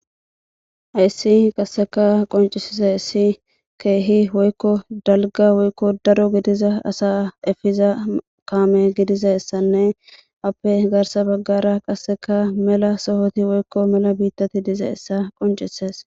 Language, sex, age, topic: Gamo, female, 18-24, government